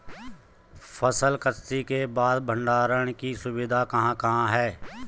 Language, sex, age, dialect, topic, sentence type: Hindi, male, 25-30, Garhwali, agriculture, question